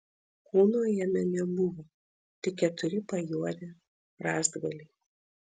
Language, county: Lithuanian, Vilnius